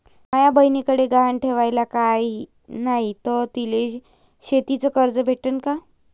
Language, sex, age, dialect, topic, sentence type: Marathi, female, 25-30, Varhadi, agriculture, statement